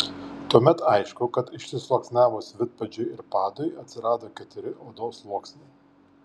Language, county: Lithuanian, Kaunas